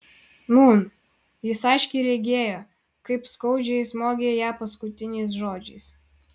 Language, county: Lithuanian, Vilnius